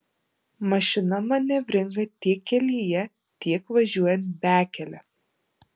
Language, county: Lithuanian, Alytus